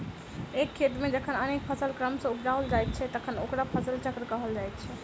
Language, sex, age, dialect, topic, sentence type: Maithili, female, 25-30, Southern/Standard, agriculture, statement